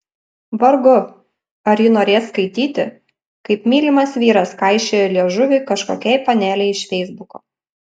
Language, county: Lithuanian, Panevėžys